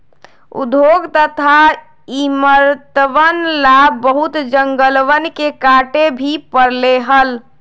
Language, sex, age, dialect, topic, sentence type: Magahi, female, 25-30, Western, agriculture, statement